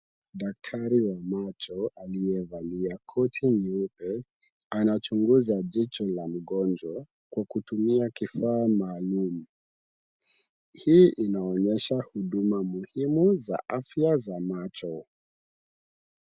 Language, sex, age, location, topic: Swahili, male, 18-24, Kisumu, health